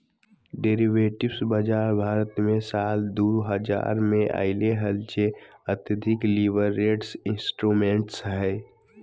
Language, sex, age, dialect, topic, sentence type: Magahi, male, 18-24, Southern, banking, statement